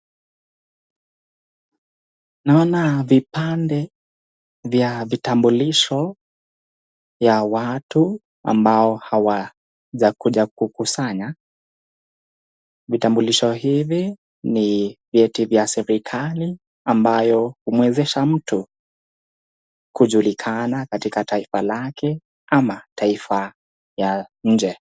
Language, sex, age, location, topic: Swahili, male, 18-24, Nakuru, government